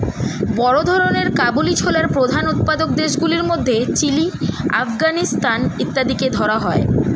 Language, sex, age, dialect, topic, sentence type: Bengali, male, 25-30, Standard Colloquial, agriculture, statement